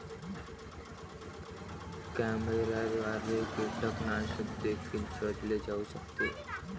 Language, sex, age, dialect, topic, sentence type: Marathi, male, 25-30, Varhadi, agriculture, statement